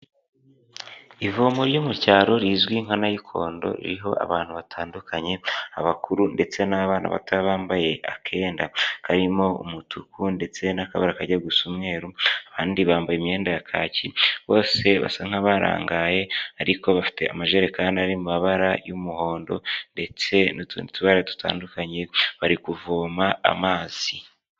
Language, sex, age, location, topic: Kinyarwanda, male, 18-24, Huye, health